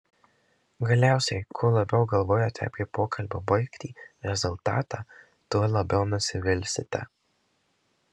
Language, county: Lithuanian, Marijampolė